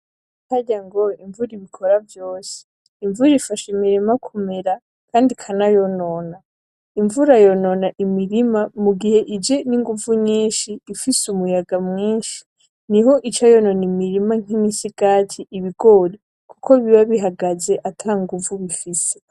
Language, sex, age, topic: Rundi, female, 18-24, agriculture